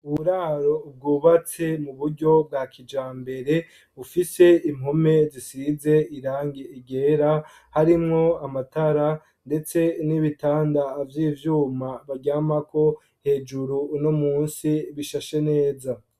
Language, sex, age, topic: Rundi, male, 25-35, education